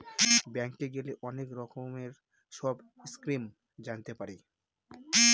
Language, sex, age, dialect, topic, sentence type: Bengali, male, 25-30, Northern/Varendri, banking, statement